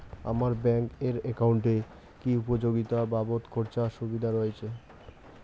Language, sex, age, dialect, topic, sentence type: Bengali, male, 18-24, Rajbangshi, banking, question